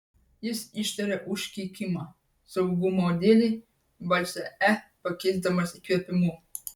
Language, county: Lithuanian, Vilnius